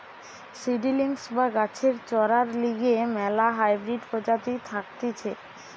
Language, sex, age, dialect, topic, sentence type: Bengali, male, 60-100, Western, agriculture, statement